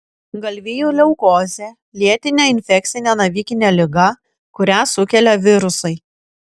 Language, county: Lithuanian, Kaunas